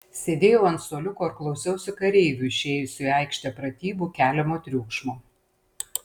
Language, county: Lithuanian, Panevėžys